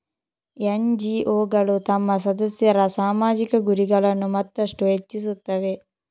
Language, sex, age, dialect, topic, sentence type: Kannada, female, 25-30, Coastal/Dakshin, banking, statement